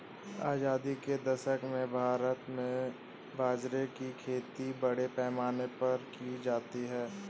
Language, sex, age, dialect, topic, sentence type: Hindi, male, 18-24, Hindustani Malvi Khadi Boli, agriculture, statement